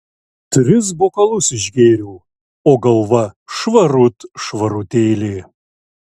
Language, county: Lithuanian, Šiauliai